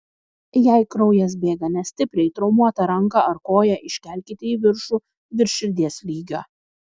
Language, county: Lithuanian, Kaunas